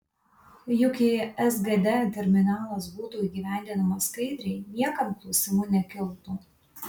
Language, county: Lithuanian, Vilnius